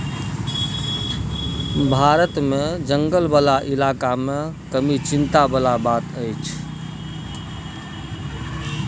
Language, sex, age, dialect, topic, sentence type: Maithili, male, 41-45, Bajjika, agriculture, statement